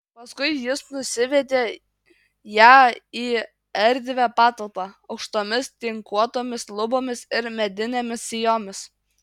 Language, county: Lithuanian, Kaunas